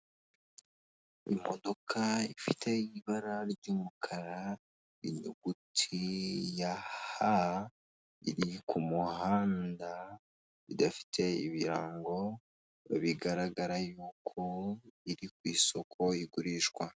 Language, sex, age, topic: Kinyarwanda, female, 18-24, finance